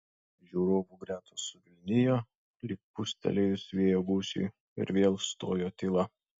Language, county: Lithuanian, Šiauliai